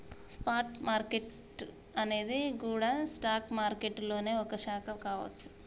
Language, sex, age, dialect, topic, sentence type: Telugu, female, 31-35, Telangana, banking, statement